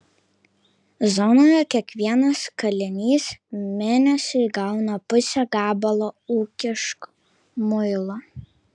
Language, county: Lithuanian, Kaunas